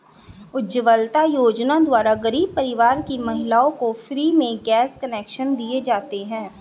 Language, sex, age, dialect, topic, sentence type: Hindi, female, 36-40, Hindustani Malvi Khadi Boli, agriculture, statement